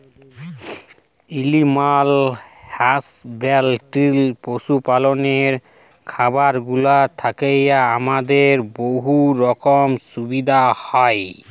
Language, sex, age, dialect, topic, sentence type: Bengali, male, 25-30, Jharkhandi, agriculture, statement